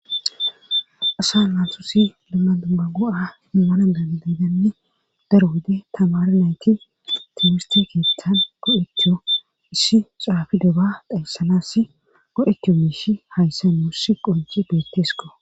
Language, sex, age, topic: Gamo, female, 18-24, government